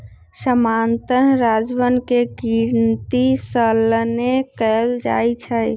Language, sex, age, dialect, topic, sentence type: Magahi, male, 25-30, Western, banking, statement